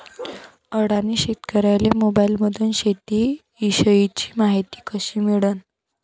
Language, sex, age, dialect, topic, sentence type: Marathi, female, 18-24, Varhadi, agriculture, question